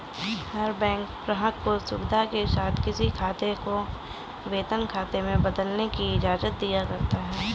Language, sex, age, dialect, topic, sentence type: Hindi, female, 25-30, Kanauji Braj Bhasha, banking, statement